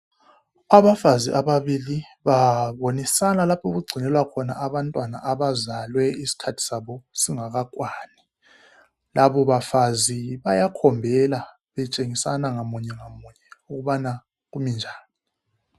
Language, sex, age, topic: North Ndebele, male, 36-49, health